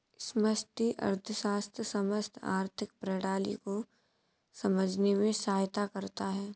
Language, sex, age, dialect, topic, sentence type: Hindi, male, 18-24, Kanauji Braj Bhasha, banking, statement